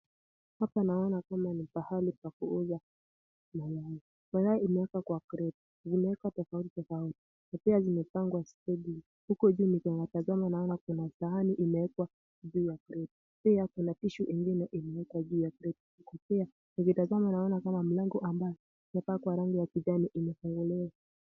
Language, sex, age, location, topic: Swahili, female, 25-35, Kisumu, finance